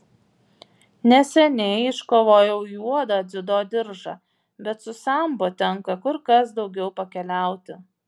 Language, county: Lithuanian, Vilnius